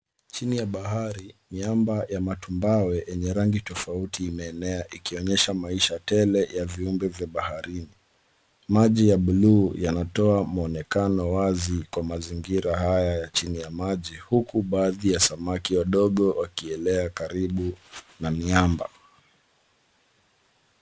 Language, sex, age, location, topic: Swahili, male, 18-24, Nairobi, health